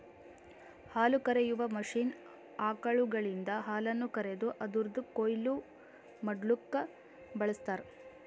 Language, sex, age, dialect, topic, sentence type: Kannada, female, 18-24, Northeastern, agriculture, statement